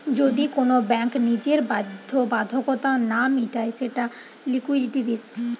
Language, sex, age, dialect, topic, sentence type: Bengali, female, 18-24, Western, banking, statement